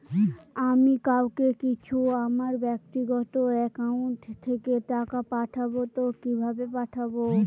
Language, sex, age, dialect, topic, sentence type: Bengali, female, 18-24, Northern/Varendri, banking, question